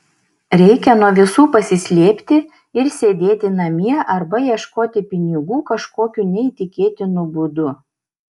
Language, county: Lithuanian, Šiauliai